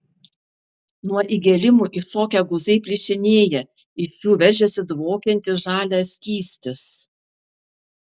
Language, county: Lithuanian, Vilnius